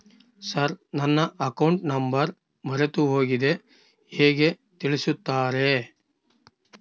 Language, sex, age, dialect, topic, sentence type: Kannada, male, 36-40, Central, banking, question